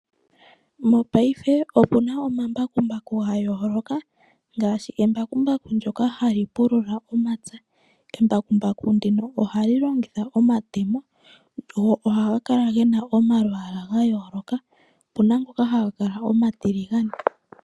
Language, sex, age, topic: Oshiwambo, female, 25-35, agriculture